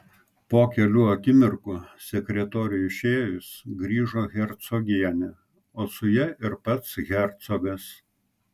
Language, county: Lithuanian, Klaipėda